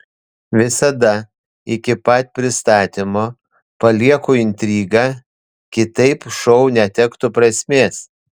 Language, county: Lithuanian, Panevėžys